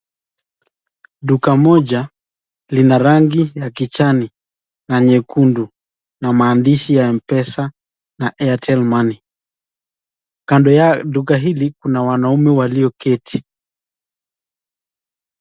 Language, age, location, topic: Swahili, 36-49, Nakuru, finance